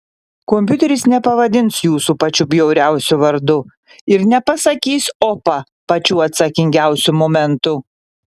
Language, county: Lithuanian, Panevėžys